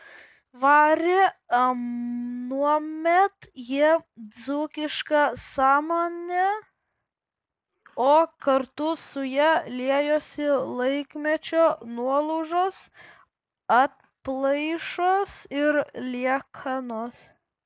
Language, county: Lithuanian, Vilnius